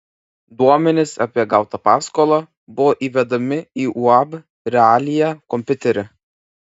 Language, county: Lithuanian, Klaipėda